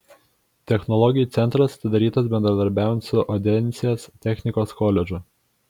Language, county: Lithuanian, Kaunas